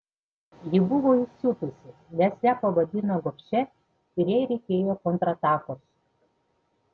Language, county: Lithuanian, Panevėžys